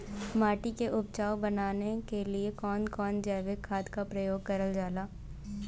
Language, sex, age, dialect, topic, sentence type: Bhojpuri, female, 18-24, Western, agriculture, question